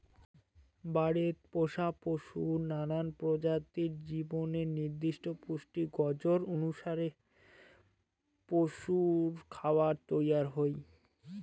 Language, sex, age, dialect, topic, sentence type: Bengali, male, 18-24, Rajbangshi, agriculture, statement